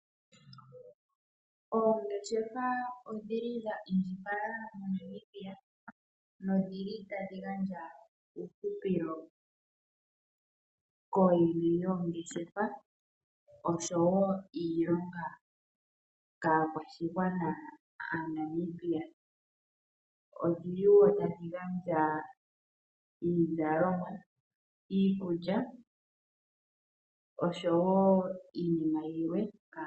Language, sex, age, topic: Oshiwambo, female, 18-24, finance